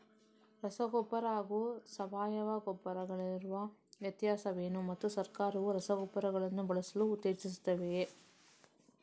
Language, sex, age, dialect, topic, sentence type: Kannada, female, 18-24, Coastal/Dakshin, agriculture, question